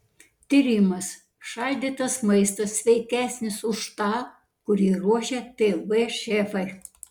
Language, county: Lithuanian, Panevėžys